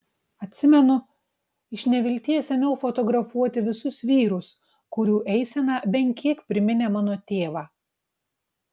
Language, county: Lithuanian, Utena